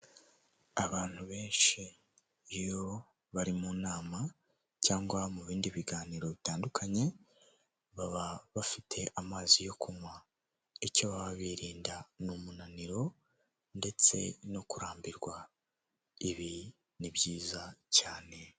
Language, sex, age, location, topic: Kinyarwanda, male, 18-24, Huye, government